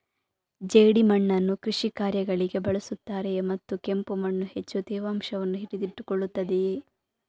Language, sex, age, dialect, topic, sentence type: Kannada, female, 25-30, Coastal/Dakshin, agriculture, question